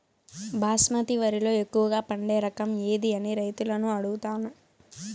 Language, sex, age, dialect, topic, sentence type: Telugu, female, 18-24, Southern, agriculture, question